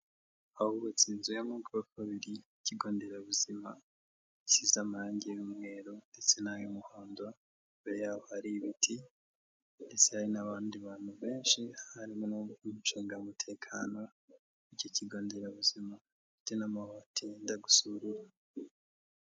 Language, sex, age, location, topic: Kinyarwanda, male, 18-24, Kigali, health